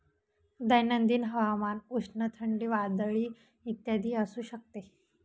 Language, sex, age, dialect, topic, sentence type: Marathi, female, 18-24, Northern Konkan, agriculture, statement